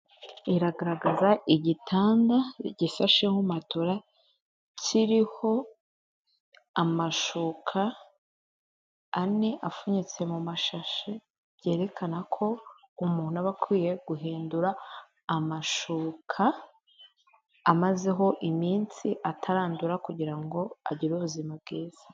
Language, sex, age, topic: Kinyarwanda, female, 25-35, finance